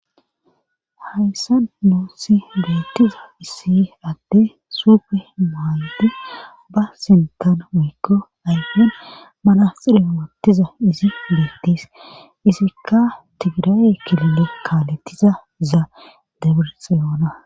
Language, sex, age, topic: Gamo, female, 18-24, government